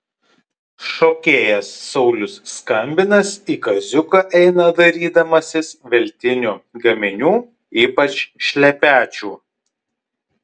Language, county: Lithuanian, Kaunas